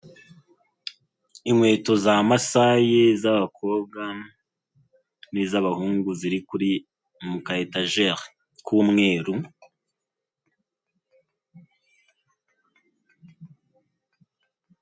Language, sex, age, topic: Kinyarwanda, male, 18-24, finance